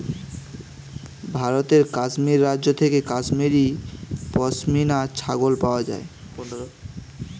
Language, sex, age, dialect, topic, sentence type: Bengali, male, 18-24, Standard Colloquial, agriculture, statement